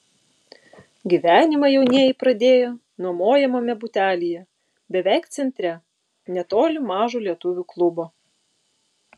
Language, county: Lithuanian, Utena